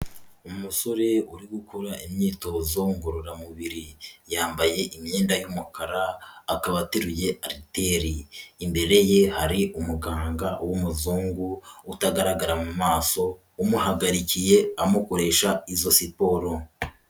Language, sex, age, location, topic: Kinyarwanda, male, 18-24, Huye, health